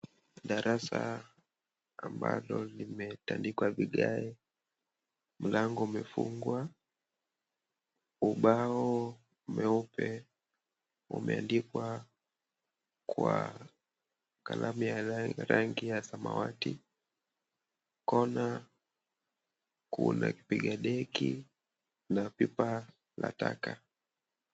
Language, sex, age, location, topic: Swahili, male, 25-35, Kisii, education